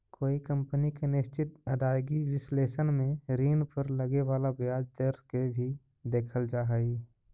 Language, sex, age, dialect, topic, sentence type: Magahi, male, 25-30, Central/Standard, banking, statement